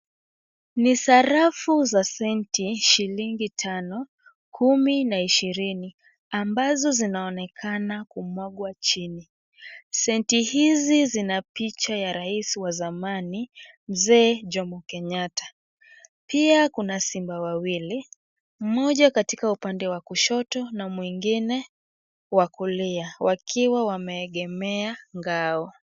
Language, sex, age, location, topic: Swahili, female, 25-35, Kisumu, finance